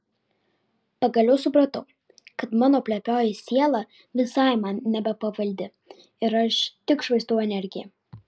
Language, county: Lithuanian, Vilnius